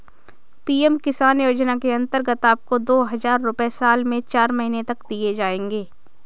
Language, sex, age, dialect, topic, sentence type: Hindi, female, 25-30, Awadhi Bundeli, agriculture, statement